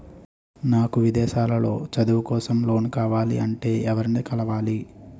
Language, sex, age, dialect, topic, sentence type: Telugu, male, 25-30, Utterandhra, banking, question